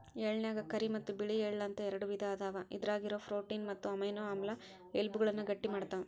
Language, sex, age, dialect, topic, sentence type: Kannada, female, 18-24, Dharwad Kannada, agriculture, statement